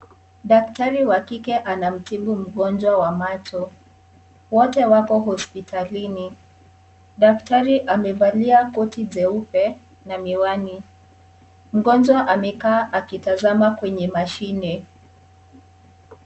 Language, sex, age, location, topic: Swahili, female, 18-24, Kisii, health